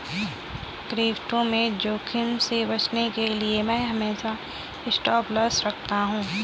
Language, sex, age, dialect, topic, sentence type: Hindi, female, 31-35, Kanauji Braj Bhasha, banking, statement